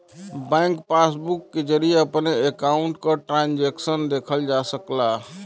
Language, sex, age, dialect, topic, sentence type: Bhojpuri, male, 36-40, Western, banking, statement